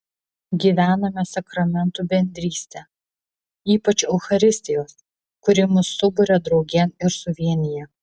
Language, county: Lithuanian, Vilnius